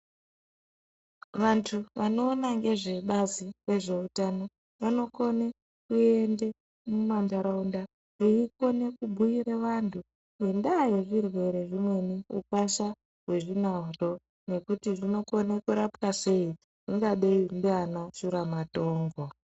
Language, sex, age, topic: Ndau, female, 18-24, health